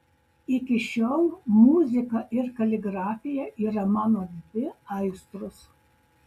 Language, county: Lithuanian, Šiauliai